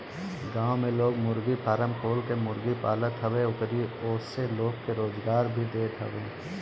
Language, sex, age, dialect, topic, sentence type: Bhojpuri, male, 25-30, Northern, agriculture, statement